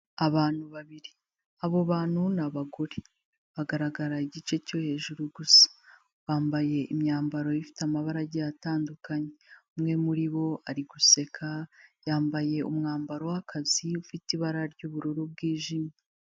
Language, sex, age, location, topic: Kinyarwanda, female, 18-24, Kigali, health